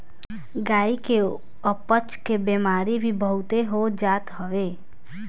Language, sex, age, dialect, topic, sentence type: Bhojpuri, female, 18-24, Northern, agriculture, statement